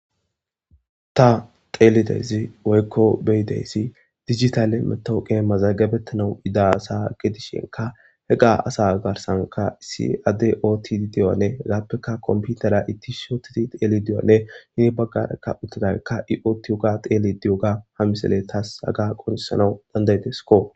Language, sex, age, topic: Gamo, male, 25-35, government